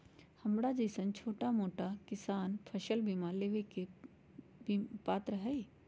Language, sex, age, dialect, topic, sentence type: Magahi, female, 46-50, Western, agriculture, question